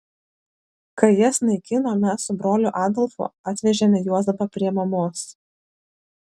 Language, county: Lithuanian, Vilnius